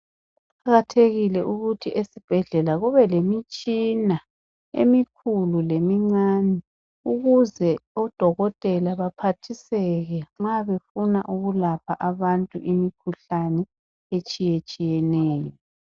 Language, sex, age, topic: North Ndebele, female, 25-35, health